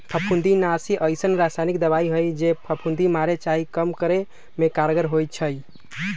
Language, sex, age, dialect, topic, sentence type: Magahi, male, 18-24, Western, agriculture, statement